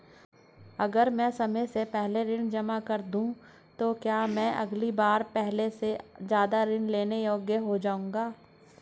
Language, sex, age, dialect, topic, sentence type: Hindi, female, 41-45, Hindustani Malvi Khadi Boli, banking, question